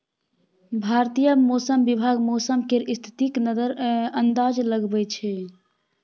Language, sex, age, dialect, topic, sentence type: Maithili, female, 18-24, Bajjika, agriculture, statement